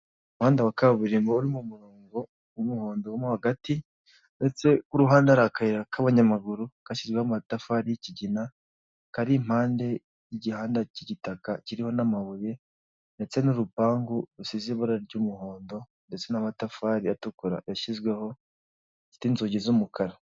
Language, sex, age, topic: Kinyarwanda, male, 18-24, government